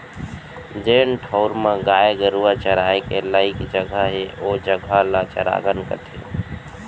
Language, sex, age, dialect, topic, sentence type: Chhattisgarhi, male, 31-35, Central, agriculture, statement